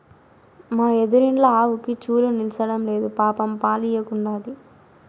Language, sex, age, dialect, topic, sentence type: Telugu, female, 18-24, Southern, agriculture, statement